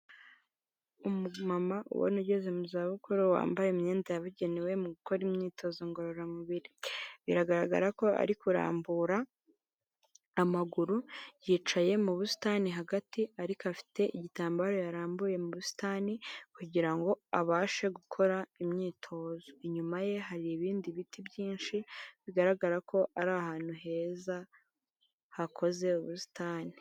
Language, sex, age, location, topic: Kinyarwanda, female, 25-35, Kigali, health